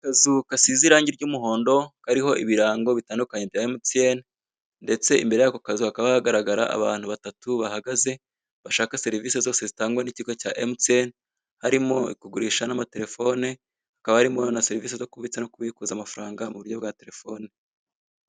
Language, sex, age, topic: Kinyarwanda, male, 25-35, finance